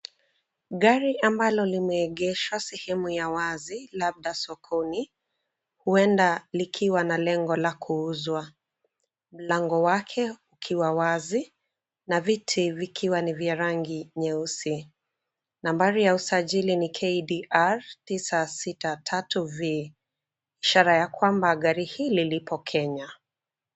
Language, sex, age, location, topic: Swahili, female, 18-24, Nairobi, finance